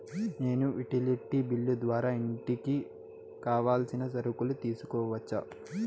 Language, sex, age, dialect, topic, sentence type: Telugu, male, 18-24, Southern, banking, question